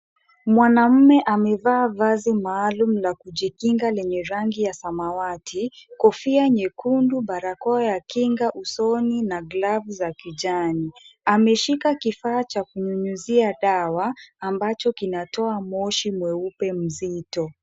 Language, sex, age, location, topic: Swahili, female, 25-35, Kisumu, health